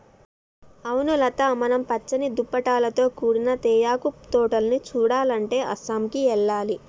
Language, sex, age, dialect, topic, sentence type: Telugu, female, 25-30, Telangana, agriculture, statement